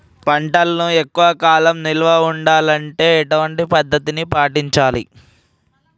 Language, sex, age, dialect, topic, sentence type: Telugu, male, 18-24, Telangana, agriculture, question